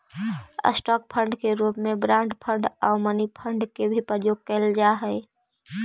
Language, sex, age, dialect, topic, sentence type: Magahi, female, 18-24, Central/Standard, agriculture, statement